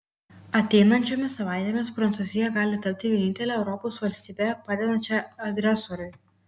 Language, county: Lithuanian, Kaunas